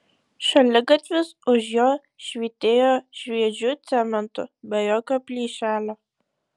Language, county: Lithuanian, Šiauliai